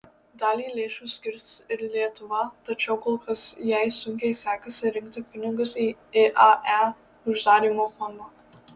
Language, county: Lithuanian, Marijampolė